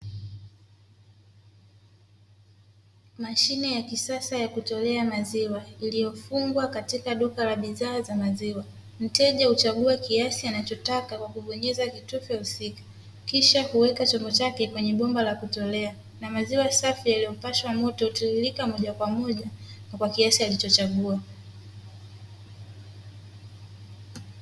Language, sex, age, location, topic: Swahili, female, 18-24, Dar es Salaam, finance